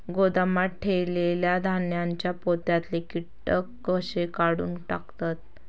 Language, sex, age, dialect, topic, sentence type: Marathi, female, 25-30, Southern Konkan, agriculture, question